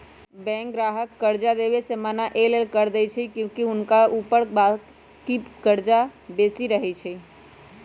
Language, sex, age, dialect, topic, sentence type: Magahi, female, 31-35, Western, banking, statement